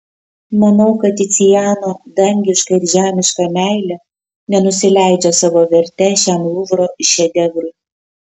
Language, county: Lithuanian, Kaunas